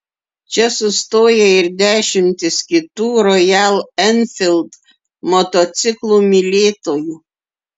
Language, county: Lithuanian, Klaipėda